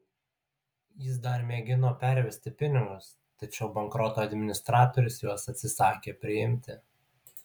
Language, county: Lithuanian, Utena